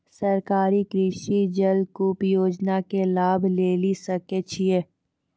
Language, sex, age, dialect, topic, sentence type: Maithili, female, 41-45, Angika, banking, question